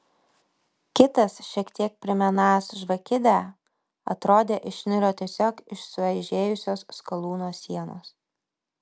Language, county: Lithuanian, Vilnius